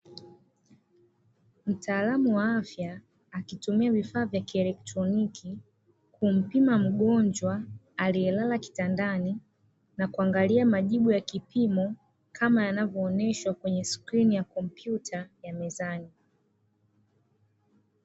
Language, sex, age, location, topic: Swahili, female, 25-35, Dar es Salaam, health